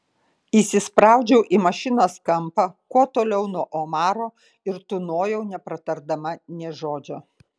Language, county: Lithuanian, Kaunas